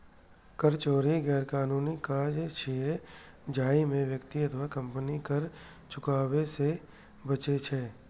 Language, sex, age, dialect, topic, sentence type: Maithili, male, 31-35, Eastern / Thethi, banking, statement